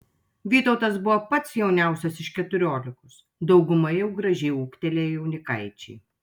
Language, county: Lithuanian, Telšiai